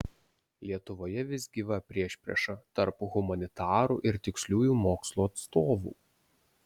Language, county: Lithuanian, Vilnius